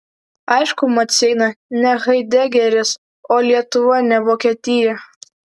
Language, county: Lithuanian, Vilnius